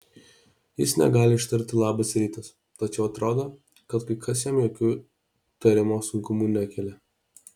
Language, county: Lithuanian, Alytus